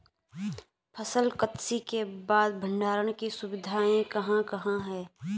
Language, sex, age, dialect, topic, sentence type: Hindi, male, 18-24, Garhwali, agriculture, question